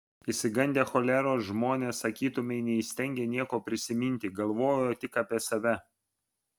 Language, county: Lithuanian, Vilnius